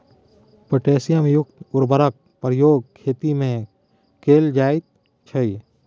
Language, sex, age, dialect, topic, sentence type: Maithili, male, 31-35, Bajjika, agriculture, statement